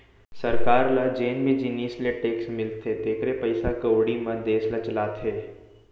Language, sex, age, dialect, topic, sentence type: Chhattisgarhi, male, 18-24, Central, banking, statement